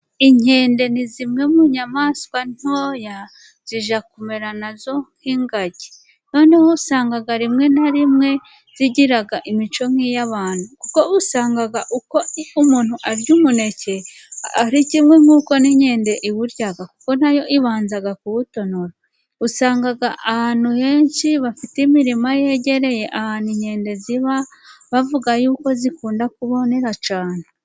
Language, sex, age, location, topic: Kinyarwanda, female, 25-35, Musanze, agriculture